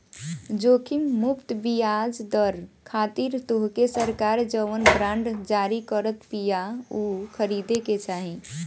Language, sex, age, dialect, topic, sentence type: Bhojpuri, female, <18, Northern, banking, statement